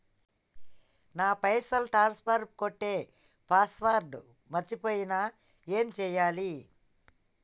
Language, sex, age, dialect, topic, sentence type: Telugu, female, 25-30, Telangana, banking, question